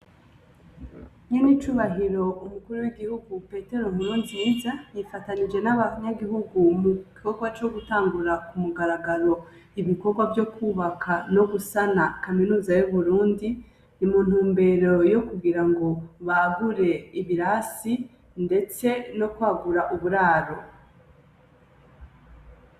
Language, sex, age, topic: Rundi, female, 25-35, education